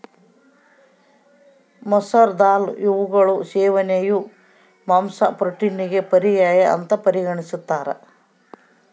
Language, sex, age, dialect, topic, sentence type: Kannada, female, 18-24, Central, agriculture, statement